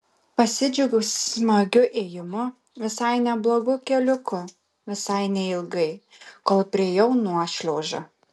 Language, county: Lithuanian, Kaunas